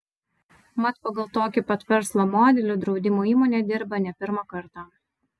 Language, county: Lithuanian, Vilnius